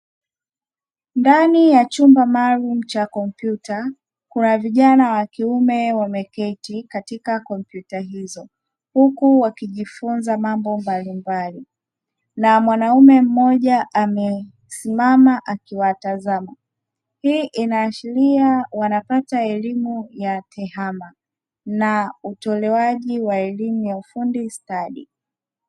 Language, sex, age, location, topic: Swahili, female, 25-35, Dar es Salaam, education